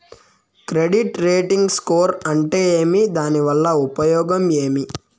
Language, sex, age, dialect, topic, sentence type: Telugu, male, 18-24, Southern, banking, question